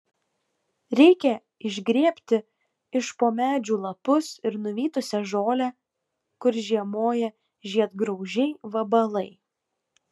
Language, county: Lithuanian, Kaunas